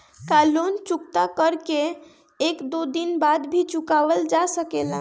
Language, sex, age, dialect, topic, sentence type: Bhojpuri, female, 41-45, Northern, banking, question